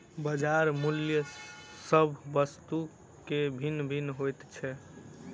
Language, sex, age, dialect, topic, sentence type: Maithili, male, 18-24, Southern/Standard, agriculture, statement